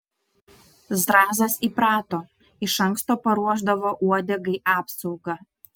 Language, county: Lithuanian, Utena